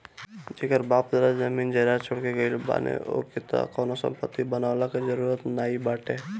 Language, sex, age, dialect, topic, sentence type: Bhojpuri, male, 18-24, Northern, banking, statement